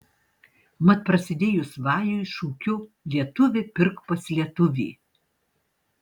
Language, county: Lithuanian, Tauragė